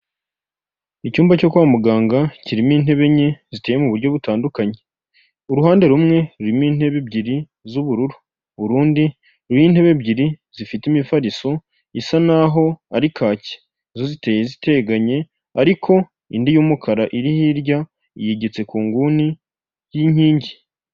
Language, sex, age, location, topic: Kinyarwanda, male, 18-24, Huye, health